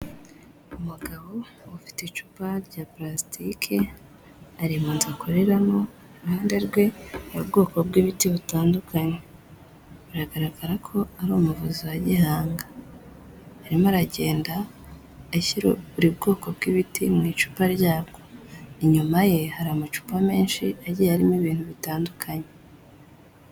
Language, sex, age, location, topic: Kinyarwanda, female, 18-24, Kigali, health